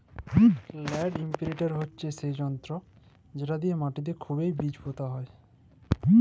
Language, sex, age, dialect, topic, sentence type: Bengali, male, 25-30, Jharkhandi, agriculture, statement